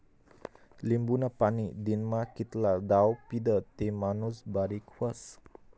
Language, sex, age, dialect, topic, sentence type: Marathi, male, 25-30, Northern Konkan, agriculture, statement